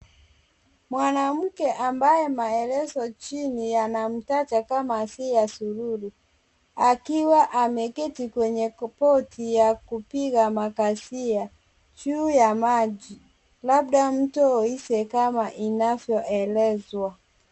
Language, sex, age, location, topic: Swahili, female, 36-49, Kisumu, education